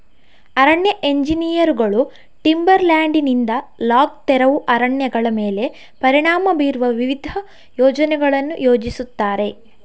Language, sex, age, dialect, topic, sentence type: Kannada, female, 51-55, Coastal/Dakshin, agriculture, statement